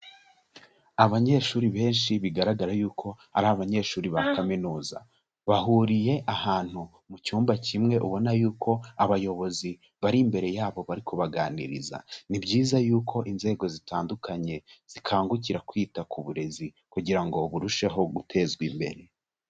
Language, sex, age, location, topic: Kinyarwanda, male, 18-24, Kigali, education